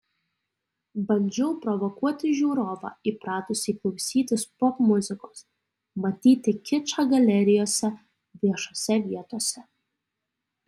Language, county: Lithuanian, Alytus